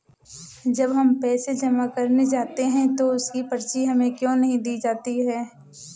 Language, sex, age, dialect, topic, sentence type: Hindi, female, 18-24, Awadhi Bundeli, banking, question